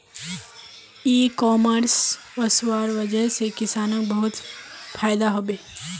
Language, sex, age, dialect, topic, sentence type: Magahi, female, 18-24, Northeastern/Surjapuri, agriculture, statement